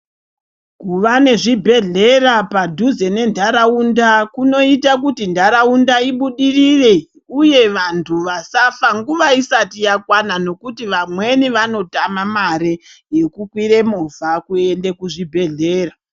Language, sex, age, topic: Ndau, female, 36-49, health